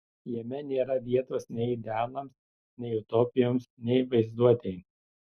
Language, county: Lithuanian, Tauragė